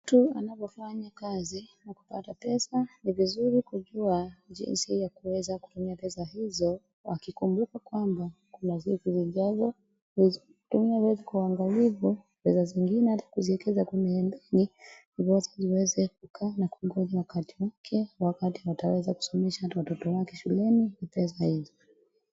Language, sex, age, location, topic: Swahili, female, 25-35, Wajir, finance